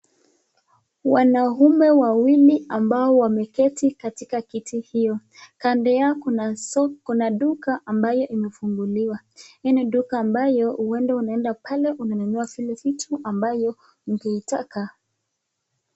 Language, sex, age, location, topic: Swahili, female, 18-24, Nakuru, finance